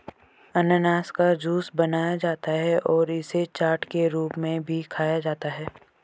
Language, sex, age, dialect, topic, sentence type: Hindi, male, 18-24, Marwari Dhudhari, agriculture, statement